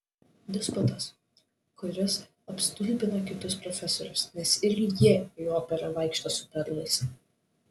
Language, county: Lithuanian, Šiauliai